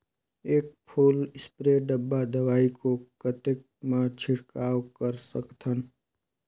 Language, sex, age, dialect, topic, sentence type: Chhattisgarhi, male, 25-30, Northern/Bhandar, agriculture, question